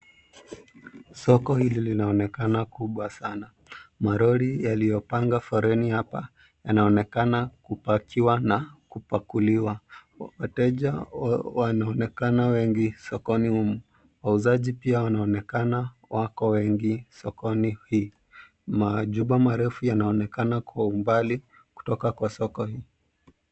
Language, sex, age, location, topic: Swahili, male, 25-35, Nairobi, finance